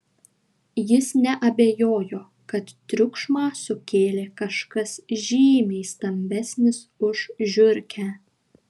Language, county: Lithuanian, Šiauliai